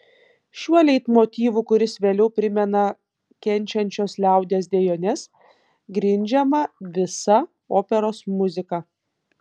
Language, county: Lithuanian, Panevėžys